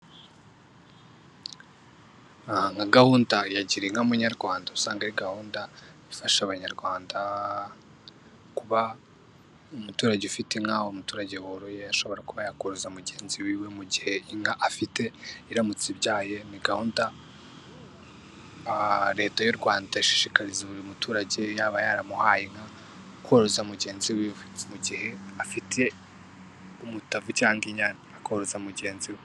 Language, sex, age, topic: Kinyarwanda, male, 18-24, agriculture